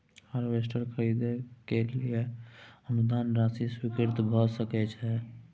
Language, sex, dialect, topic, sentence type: Maithili, male, Bajjika, agriculture, question